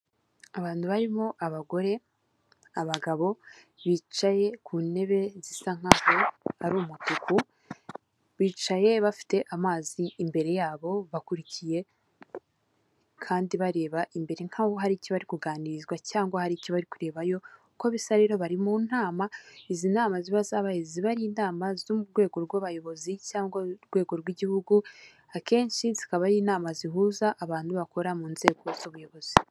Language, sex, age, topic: Kinyarwanda, female, 18-24, government